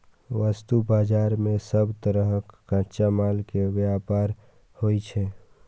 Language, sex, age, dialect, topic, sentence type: Maithili, male, 18-24, Eastern / Thethi, banking, statement